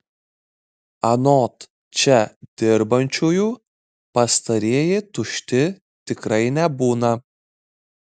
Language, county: Lithuanian, Marijampolė